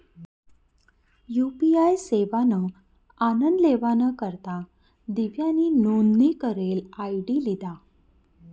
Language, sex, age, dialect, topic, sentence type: Marathi, female, 31-35, Northern Konkan, banking, statement